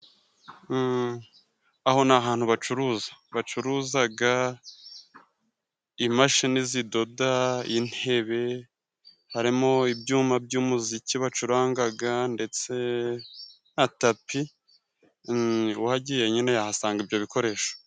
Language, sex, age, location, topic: Kinyarwanda, male, 25-35, Musanze, finance